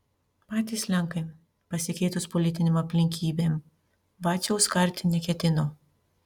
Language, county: Lithuanian, Panevėžys